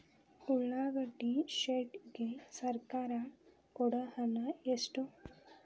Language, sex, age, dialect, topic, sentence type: Kannada, female, 25-30, Dharwad Kannada, agriculture, question